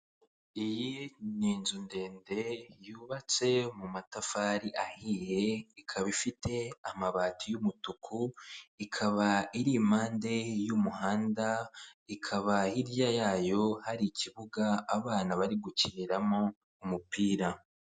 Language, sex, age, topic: Kinyarwanda, male, 18-24, government